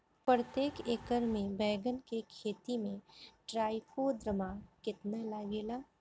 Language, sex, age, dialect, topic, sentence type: Bhojpuri, female, 25-30, Northern, agriculture, question